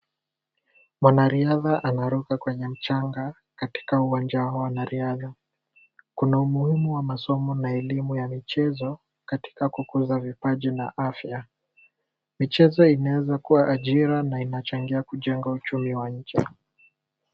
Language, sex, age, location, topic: Swahili, male, 18-24, Kisumu, education